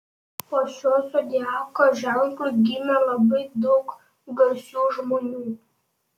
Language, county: Lithuanian, Panevėžys